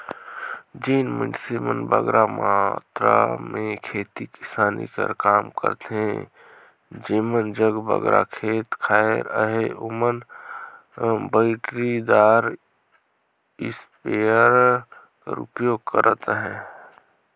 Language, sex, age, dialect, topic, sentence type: Chhattisgarhi, male, 31-35, Northern/Bhandar, agriculture, statement